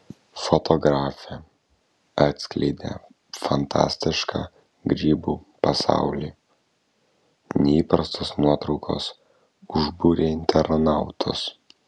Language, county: Lithuanian, Kaunas